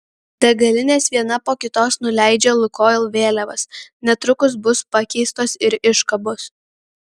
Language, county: Lithuanian, Kaunas